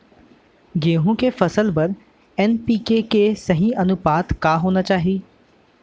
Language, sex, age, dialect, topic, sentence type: Chhattisgarhi, male, 18-24, Central, agriculture, question